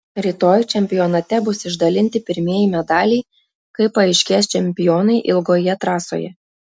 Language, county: Lithuanian, Klaipėda